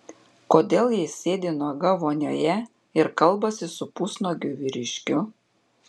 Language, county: Lithuanian, Panevėžys